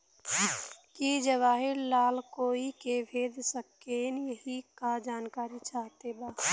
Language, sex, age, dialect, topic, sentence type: Bhojpuri, female, 18-24, Western, banking, question